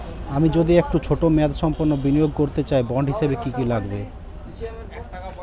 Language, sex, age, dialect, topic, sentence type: Bengali, male, 18-24, Jharkhandi, banking, question